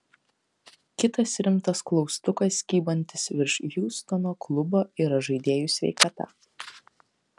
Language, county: Lithuanian, Kaunas